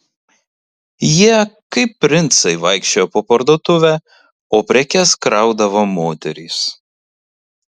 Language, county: Lithuanian, Kaunas